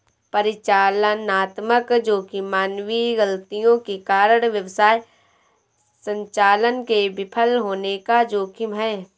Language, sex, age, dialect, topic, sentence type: Hindi, female, 18-24, Awadhi Bundeli, banking, statement